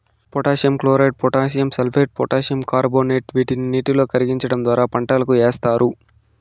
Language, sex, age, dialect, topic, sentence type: Telugu, male, 18-24, Southern, agriculture, statement